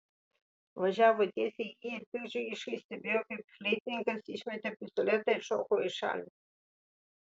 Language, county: Lithuanian, Vilnius